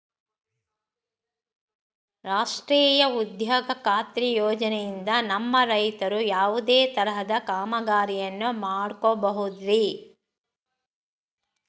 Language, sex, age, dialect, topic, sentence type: Kannada, female, 60-100, Central, agriculture, question